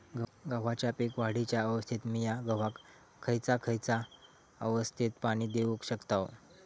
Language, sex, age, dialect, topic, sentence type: Marathi, male, 41-45, Southern Konkan, agriculture, question